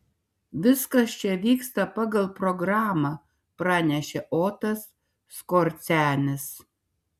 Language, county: Lithuanian, Šiauliai